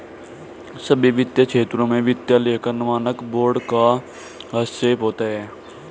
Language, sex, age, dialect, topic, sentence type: Hindi, male, 18-24, Hindustani Malvi Khadi Boli, banking, statement